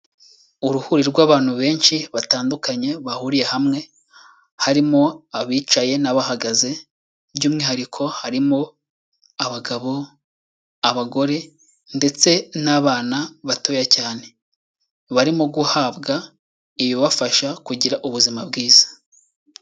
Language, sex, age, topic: Kinyarwanda, male, 18-24, health